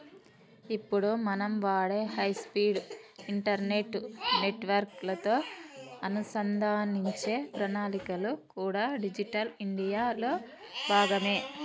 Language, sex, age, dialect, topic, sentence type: Telugu, female, 18-24, Telangana, banking, statement